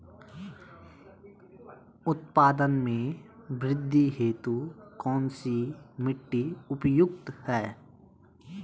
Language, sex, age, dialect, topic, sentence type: Hindi, male, 25-30, Garhwali, agriculture, question